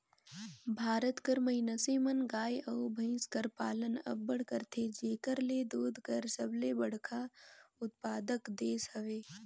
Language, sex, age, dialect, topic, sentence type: Chhattisgarhi, female, 18-24, Northern/Bhandar, agriculture, statement